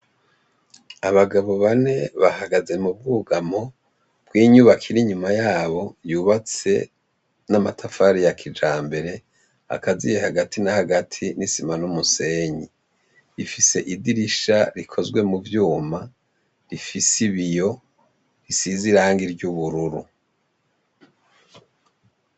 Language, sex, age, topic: Rundi, male, 50+, education